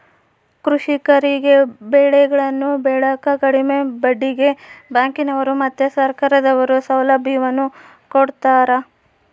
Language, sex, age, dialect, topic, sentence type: Kannada, female, 18-24, Central, banking, statement